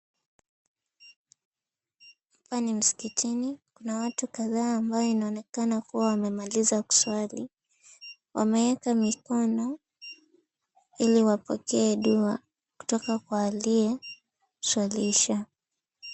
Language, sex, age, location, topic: Swahili, female, 18-24, Mombasa, government